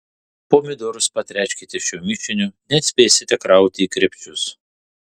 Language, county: Lithuanian, Vilnius